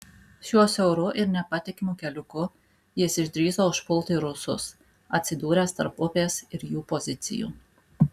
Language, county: Lithuanian, Alytus